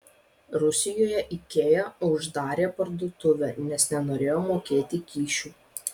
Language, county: Lithuanian, Vilnius